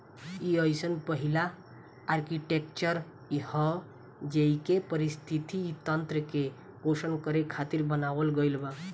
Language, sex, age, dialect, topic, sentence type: Bhojpuri, female, 18-24, Southern / Standard, agriculture, statement